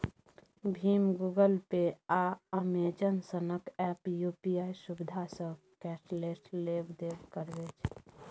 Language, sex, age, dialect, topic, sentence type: Maithili, female, 51-55, Bajjika, banking, statement